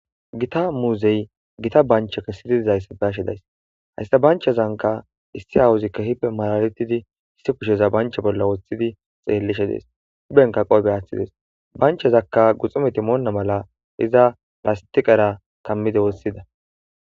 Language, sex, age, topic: Gamo, male, 25-35, agriculture